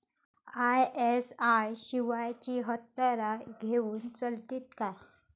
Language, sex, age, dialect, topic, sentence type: Marathi, female, 25-30, Southern Konkan, agriculture, question